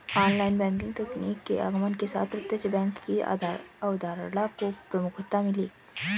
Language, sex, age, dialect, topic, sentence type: Hindi, female, 25-30, Marwari Dhudhari, banking, statement